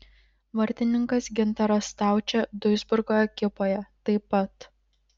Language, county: Lithuanian, Šiauliai